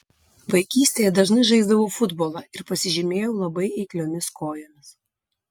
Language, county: Lithuanian, Vilnius